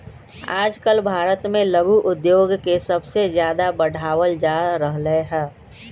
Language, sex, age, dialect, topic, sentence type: Magahi, male, 41-45, Western, banking, statement